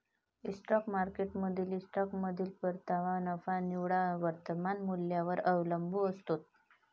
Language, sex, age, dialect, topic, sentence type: Marathi, female, 31-35, Varhadi, banking, statement